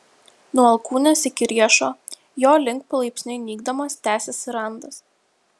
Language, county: Lithuanian, Vilnius